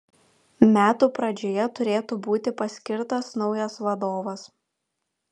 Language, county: Lithuanian, Vilnius